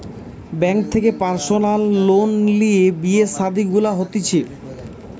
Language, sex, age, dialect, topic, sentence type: Bengali, male, 18-24, Western, banking, statement